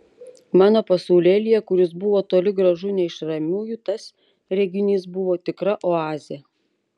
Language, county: Lithuanian, Panevėžys